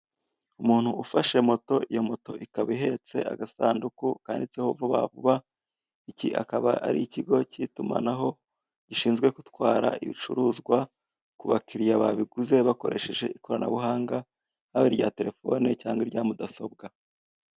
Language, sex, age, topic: Kinyarwanda, male, 25-35, finance